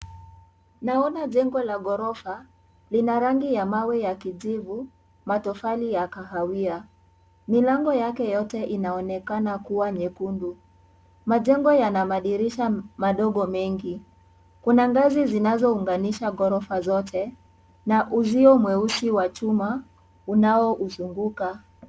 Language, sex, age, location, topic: Swahili, female, 18-24, Kisii, education